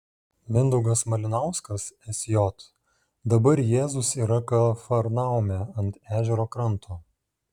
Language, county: Lithuanian, Šiauliai